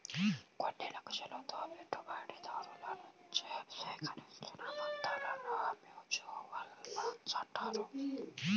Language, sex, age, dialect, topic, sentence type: Telugu, male, 18-24, Central/Coastal, banking, statement